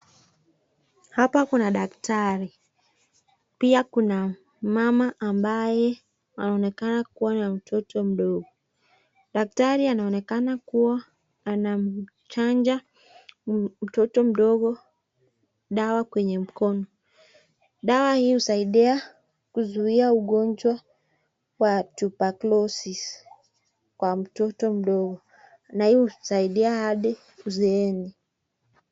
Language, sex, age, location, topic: Swahili, female, 25-35, Nakuru, health